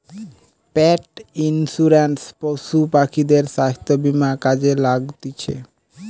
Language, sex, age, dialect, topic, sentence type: Bengali, male, 18-24, Western, banking, statement